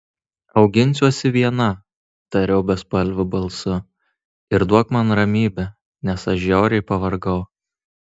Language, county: Lithuanian, Tauragė